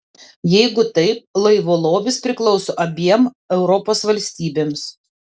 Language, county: Lithuanian, Vilnius